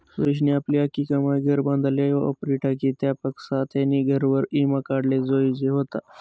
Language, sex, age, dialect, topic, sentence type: Marathi, male, 25-30, Northern Konkan, banking, statement